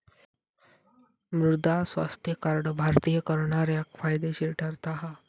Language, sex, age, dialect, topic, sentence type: Marathi, male, 18-24, Southern Konkan, agriculture, statement